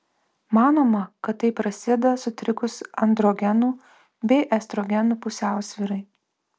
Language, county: Lithuanian, Vilnius